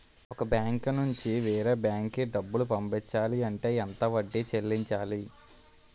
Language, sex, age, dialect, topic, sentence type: Telugu, male, 18-24, Utterandhra, banking, question